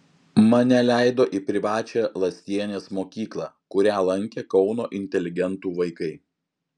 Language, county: Lithuanian, Vilnius